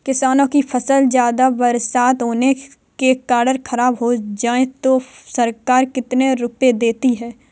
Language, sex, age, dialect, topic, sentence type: Hindi, female, 31-35, Kanauji Braj Bhasha, agriculture, question